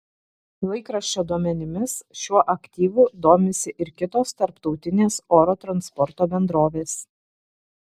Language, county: Lithuanian, Šiauliai